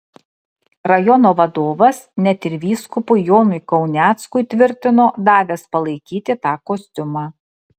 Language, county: Lithuanian, Kaunas